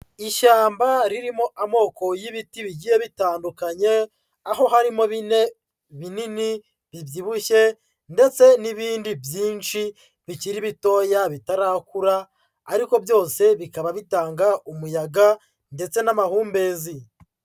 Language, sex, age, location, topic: Kinyarwanda, male, 25-35, Huye, agriculture